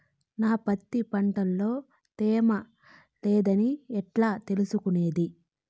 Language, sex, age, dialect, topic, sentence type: Telugu, female, 25-30, Southern, agriculture, question